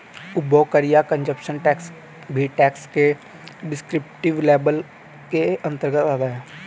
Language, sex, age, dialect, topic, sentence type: Hindi, male, 18-24, Hindustani Malvi Khadi Boli, banking, statement